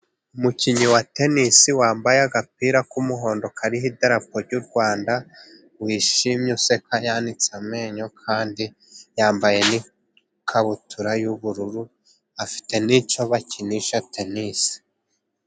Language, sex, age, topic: Kinyarwanda, male, 25-35, government